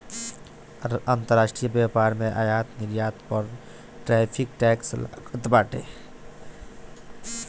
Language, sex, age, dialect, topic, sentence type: Bhojpuri, male, 60-100, Northern, banking, statement